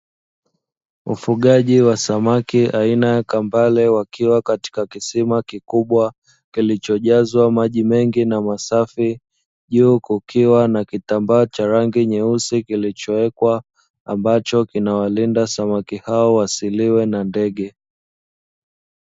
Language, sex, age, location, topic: Swahili, male, 25-35, Dar es Salaam, agriculture